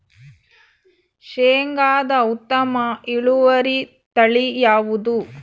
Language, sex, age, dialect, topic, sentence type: Kannada, male, 31-35, Central, agriculture, question